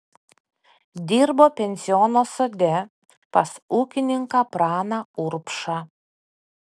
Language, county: Lithuanian, Panevėžys